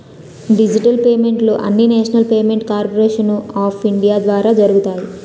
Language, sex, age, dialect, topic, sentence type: Telugu, female, 18-24, Utterandhra, banking, statement